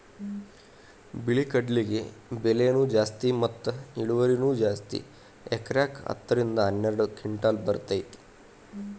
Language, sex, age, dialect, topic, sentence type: Kannada, male, 25-30, Dharwad Kannada, agriculture, statement